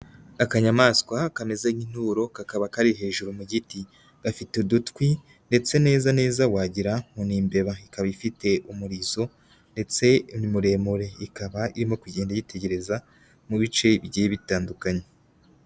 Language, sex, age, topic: Kinyarwanda, female, 18-24, agriculture